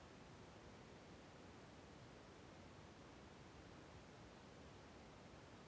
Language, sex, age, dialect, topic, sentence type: Kannada, male, 41-45, Central, agriculture, question